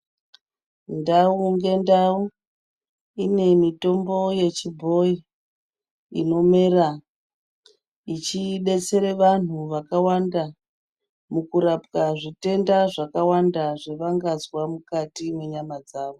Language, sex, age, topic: Ndau, female, 36-49, health